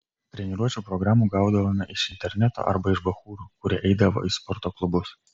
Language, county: Lithuanian, Kaunas